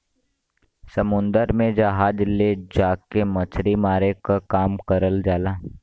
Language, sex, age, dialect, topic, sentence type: Bhojpuri, male, 18-24, Western, agriculture, statement